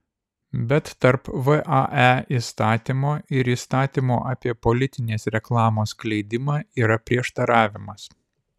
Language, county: Lithuanian, Vilnius